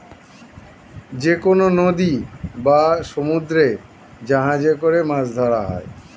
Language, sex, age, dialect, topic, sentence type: Bengali, male, 51-55, Standard Colloquial, agriculture, statement